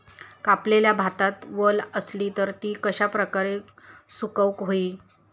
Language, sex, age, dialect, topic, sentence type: Marathi, female, 31-35, Southern Konkan, agriculture, question